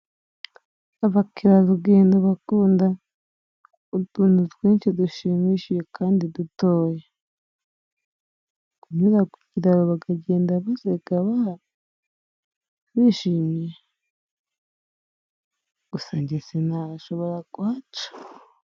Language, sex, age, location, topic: Kinyarwanda, female, 25-35, Musanze, government